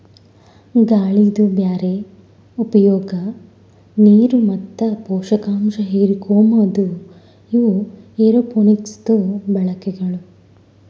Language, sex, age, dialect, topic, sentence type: Kannada, female, 18-24, Northeastern, agriculture, statement